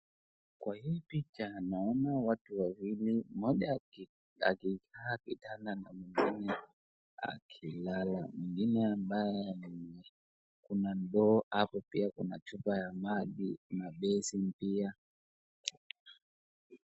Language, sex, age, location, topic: Swahili, male, 36-49, Wajir, health